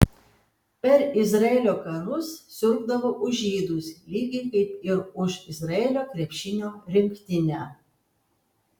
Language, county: Lithuanian, Kaunas